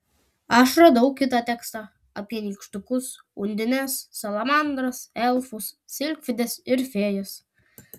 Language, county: Lithuanian, Kaunas